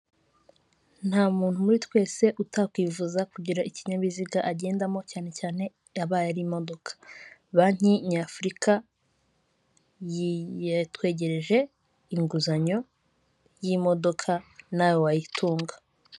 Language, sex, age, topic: Kinyarwanda, female, 18-24, finance